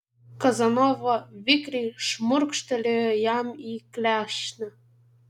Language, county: Lithuanian, Kaunas